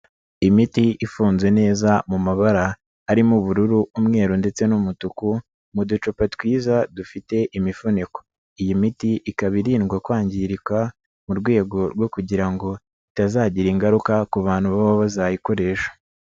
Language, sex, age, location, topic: Kinyarwanda, male, 25-35, Nyagatare, health